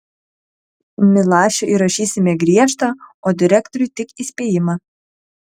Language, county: Lithuanian, Kaunas